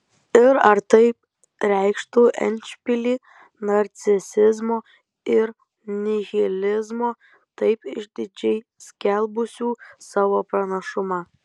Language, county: Lithuanian, Kaunas